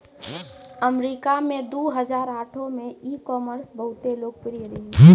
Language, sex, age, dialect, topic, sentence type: Maithili, female, 18-24, Angika, banking, statement